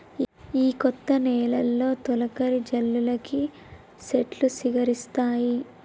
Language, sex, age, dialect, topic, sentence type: Telugu, female, 18-24, Telangana, agriculture, statement